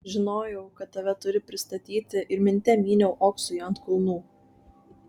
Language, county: Lithuanian, Kaunas